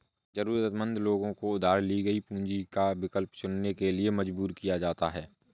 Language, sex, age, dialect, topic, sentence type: Hindi, male, 25-30, Awadhi Bundeli, banking, statement